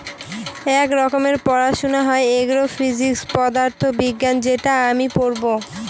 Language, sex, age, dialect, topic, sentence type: Bengali, female, 18-24, Northern/Varendri, agriculture, statement